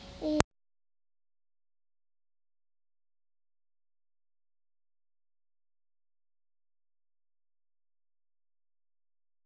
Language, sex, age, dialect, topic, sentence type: Hindi, female, 25-30, Marwari Dhudhari, agriculture, question